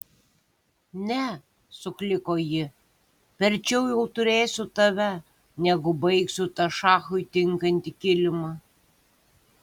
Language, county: Lithuanian, Kaunas